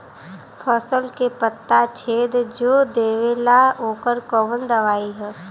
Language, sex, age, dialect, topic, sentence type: Bhojpuri, female, 25-30, Western, agriculture, question